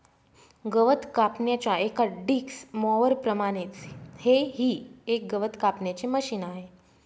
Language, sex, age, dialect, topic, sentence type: Marathi, female, 25-30, Northern Konkan, agriculture, statement